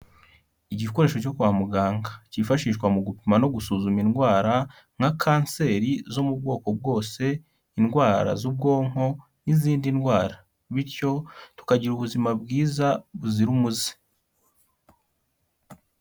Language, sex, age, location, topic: Kinyarwanda, male, 18-24, Kigali, health